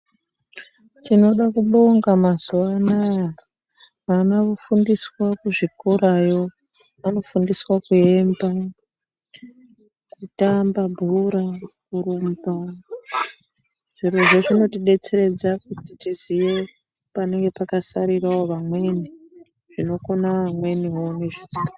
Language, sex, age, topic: Ndau, male, 50+, education